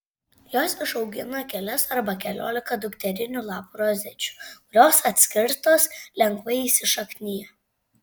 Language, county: Lithuanian, Šiauliai